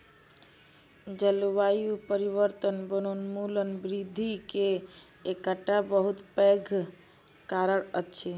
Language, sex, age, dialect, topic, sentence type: Maithili, female, 18-24, Southern/Standard, agriculture, statement